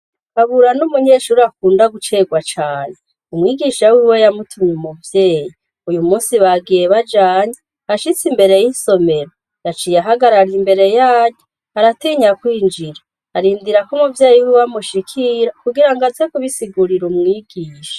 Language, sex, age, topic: Rundi, female, 36-49, education